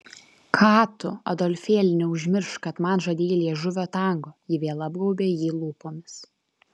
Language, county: Lithuanian, Vilnius